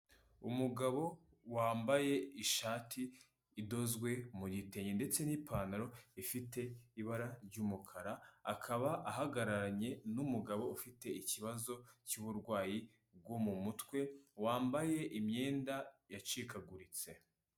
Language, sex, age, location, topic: Kinyarwanda, female, 18-24, Kigali, health